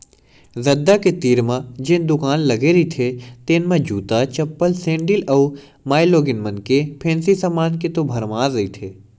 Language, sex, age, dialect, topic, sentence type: Chhattisgarhi, male, 18-24, Western/Budati/Khatahi, agriculture, statement